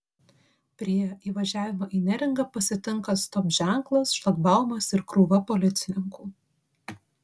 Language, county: Lithuanian, Vilnius